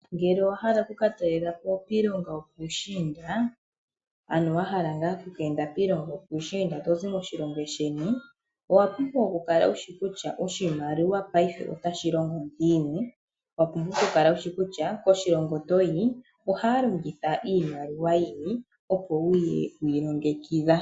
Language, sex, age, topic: Oshiwambo, female, 18-24, finance